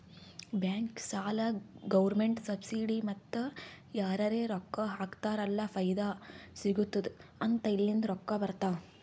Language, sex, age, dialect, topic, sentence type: Kannada, female, 46-50, Northeastern, banking, statement